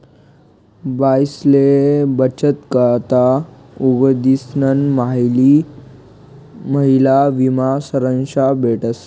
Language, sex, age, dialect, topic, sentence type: Marathi, male, 25-30, Northern Konkan, banking, statement